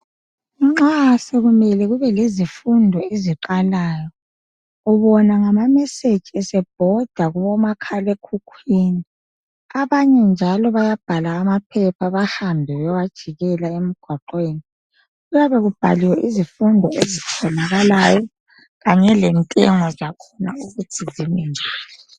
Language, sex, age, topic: North Ndebele, female, 25-35, health